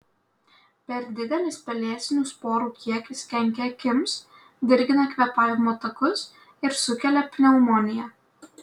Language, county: Lithuanian, Klaipėda